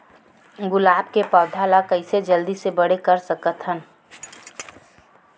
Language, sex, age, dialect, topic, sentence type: Chhattisgarhi, female, 18-24, Western/Budati/Khatahi, agriculture, question